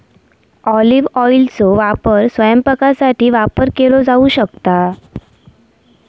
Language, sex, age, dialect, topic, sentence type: Marathi, female, 18-24, Southern Konkan, agriculture, statement